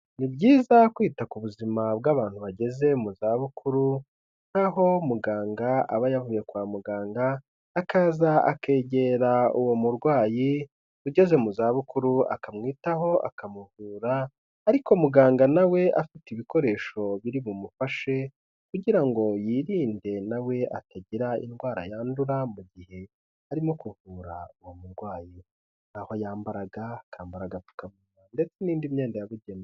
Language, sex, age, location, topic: Kinyarwanda, male, 25-35, Kigali, health